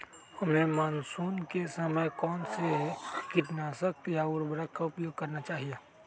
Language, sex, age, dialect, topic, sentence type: Magahi, male, 36-40, Western, agriculture, question